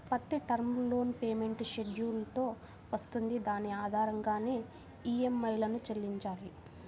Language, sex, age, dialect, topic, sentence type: Telugu, female, 18-24, Central/Coastal, banking, statement